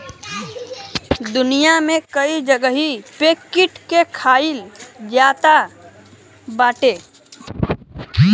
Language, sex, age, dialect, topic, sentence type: Bhojpuri, male, 25-30, Western, agriculture, statement